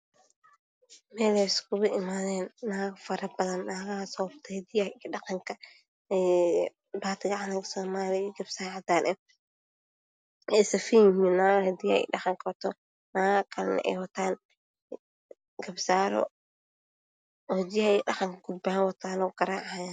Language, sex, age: Somali, female, 18-24